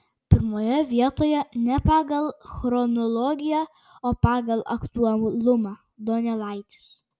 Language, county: Lithuanian, Kaunas